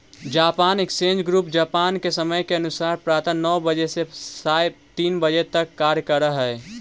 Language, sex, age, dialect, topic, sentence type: Magahi, male, 18-24, Central/Standard, banking, statement